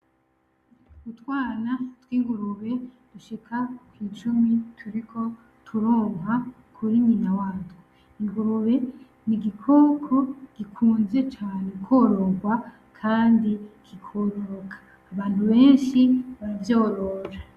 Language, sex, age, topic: Rundi, female, 25-35, agriculture